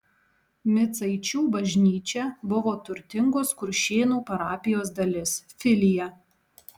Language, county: Lithuanian, Alytus